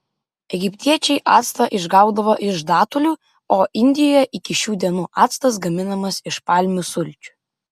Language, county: Lithuanian, Vilnius